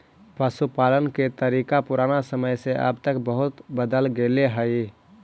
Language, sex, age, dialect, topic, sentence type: Magahi, male, 25-30, Central/Standard, agriculture, statement